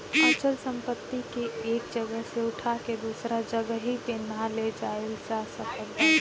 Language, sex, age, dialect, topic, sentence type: Bhojpuri, female, 18-24, Northern, banking, statement